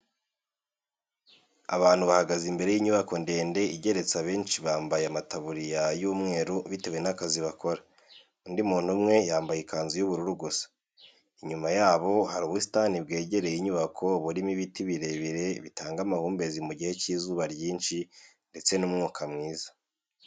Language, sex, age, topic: Kinyarwanda, male, 18-24, education